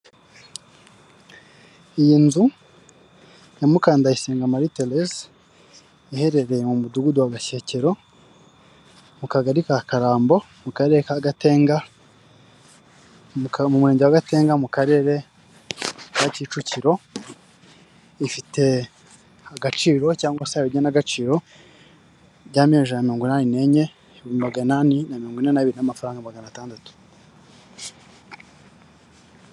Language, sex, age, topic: Kinyarwanda, male, 18-24, finance